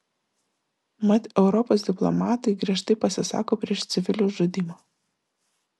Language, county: Lithuanian, Vilnius